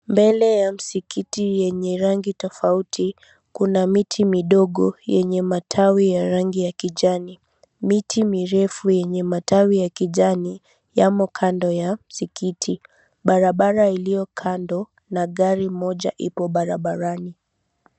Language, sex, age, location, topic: Swahili, female, 18-24, Mombasa, government